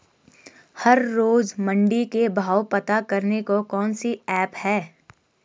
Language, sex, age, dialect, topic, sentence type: Hindi, female, 25-30, Garhwali, agriculture, question